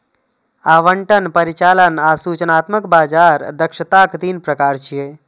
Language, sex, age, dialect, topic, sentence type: Maithili, male, 25-30, Eastern / Thethi, banking, statement